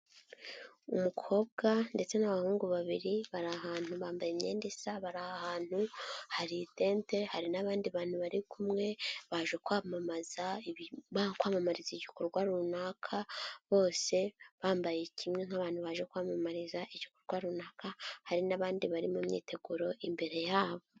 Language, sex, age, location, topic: Kinyarwanda, female, 18-24, Nyagatare, health